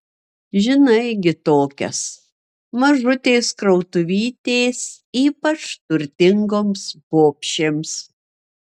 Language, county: Lithuanian, Marijampolė